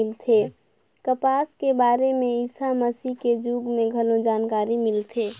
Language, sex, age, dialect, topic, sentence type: Chhattisgarhi, female, 46-50, Northern/Bhandar, agriculture, statement